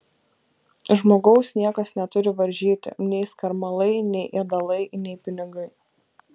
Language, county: Lithuanian, Kaunas